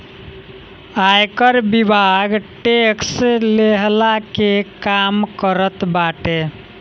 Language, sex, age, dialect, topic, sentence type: Bhojpuri, male, 18-24, Northern, banking, statement